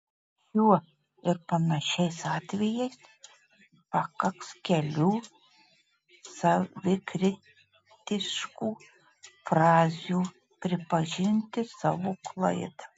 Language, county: Lithuanian, Marijampolė